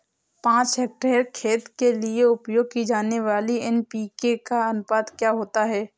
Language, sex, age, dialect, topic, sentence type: Hindi, female, 18-24, Awadhi Bundeli, agriculture, question